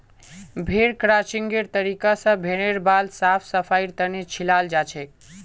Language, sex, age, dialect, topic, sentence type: Magahi, male, 18-24, Northeastern/Surjapuri, agriculture, statement